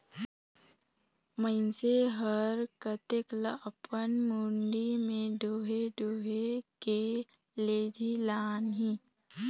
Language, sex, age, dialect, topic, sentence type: Chhattisgarhi, female, 18-24, Northern/Bhandar, agriculture, statement